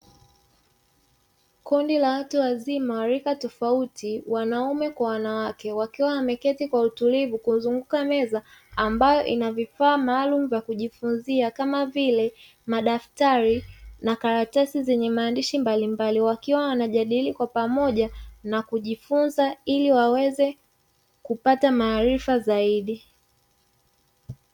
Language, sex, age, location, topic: Swahili, female, 36-49, Dar es Salaam, education